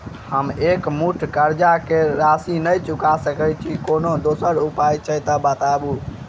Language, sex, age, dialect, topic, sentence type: Maithili, male, 18-24, Southern/Standard, banking, question